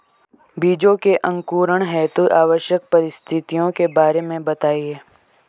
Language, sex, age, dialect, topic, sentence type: Hindi, male, 18-24, Hindustani Malvi Khadi Boli, agriculture, question